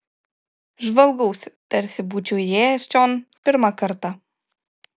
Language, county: Lithuanian, Kaunas